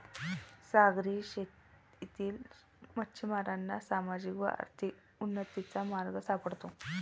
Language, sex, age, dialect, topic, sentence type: Marathi, male, 36-40, Standard Marathi, agriculture, statement